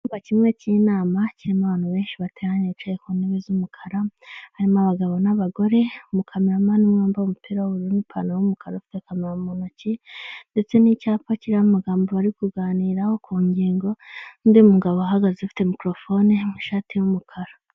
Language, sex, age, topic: Kinyarwanda, male, 18-24, government